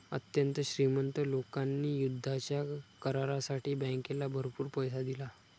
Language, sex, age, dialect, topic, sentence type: Marathi, male, 18-24, Standard Marathi, banking, statement